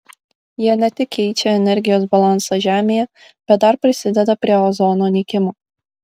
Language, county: Lithuanian, Kaunas